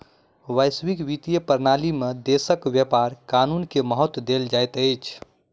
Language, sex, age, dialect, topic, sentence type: Maithili, male, 25-30, Southern/Standard, banking, statement